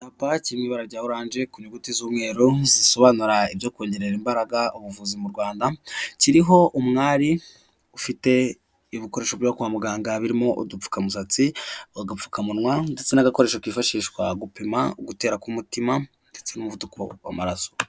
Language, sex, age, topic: Kinyarwanda, male, 18-24, health